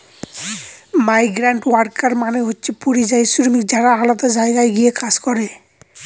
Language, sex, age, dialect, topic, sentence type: Bengali, male, 25-30, Northern/Varendri, agriculture, statement